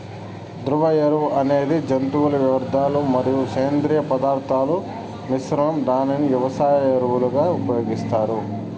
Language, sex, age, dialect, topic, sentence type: Telugu, male, 31-35, Southern, agriculture, statement